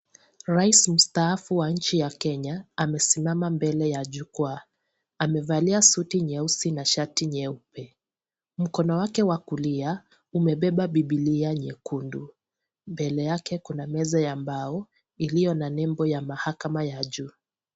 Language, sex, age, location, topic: Swahili, female, 25-35, Kisii, government